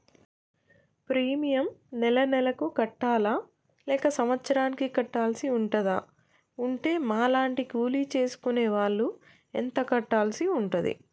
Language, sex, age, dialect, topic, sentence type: Telugu, female, 25-30, Telangana, banking, question